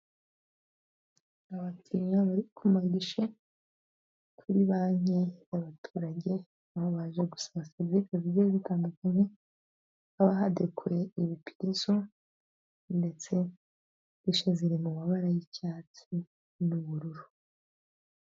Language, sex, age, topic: Kinyarwanda, female, 18-24, finance